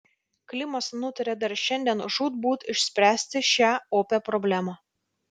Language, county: Lithuanian, Vilnius